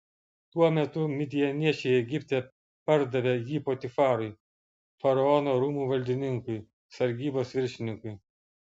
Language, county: Lithuanian, Vilnius